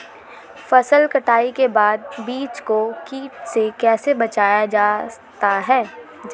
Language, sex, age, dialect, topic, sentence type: Hindi, female, 18-24, Marwari Dhudhari, agriculture, question